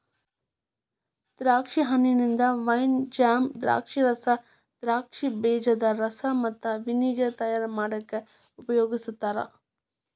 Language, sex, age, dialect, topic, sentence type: Kannada, female, 25-30, Dharwad Kannada, agriculture, statement